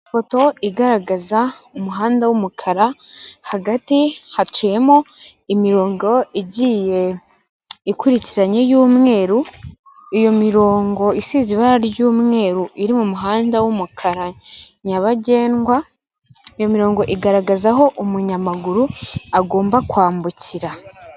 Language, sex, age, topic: Kinyarwanda, female, 18-24, government